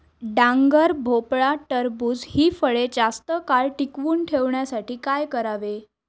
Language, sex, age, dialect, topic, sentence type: Marathi, female, 31-35, Northern Konkan, agriculture, question